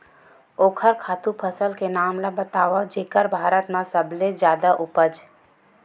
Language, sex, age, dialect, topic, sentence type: Chhattisgarhi, female, 18-24, Western/Budati/Khatahi, agriculture, question